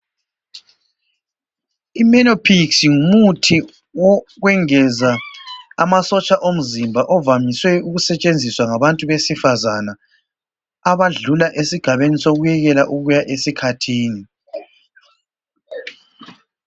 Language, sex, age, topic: North Ndebele, female, 18-24, health